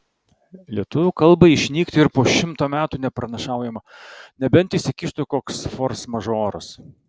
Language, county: Lithuanian, Vilnius